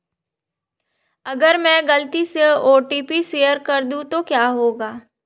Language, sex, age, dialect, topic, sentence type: Hindi, female, 18-24, Marwari Dhudhari, banking, question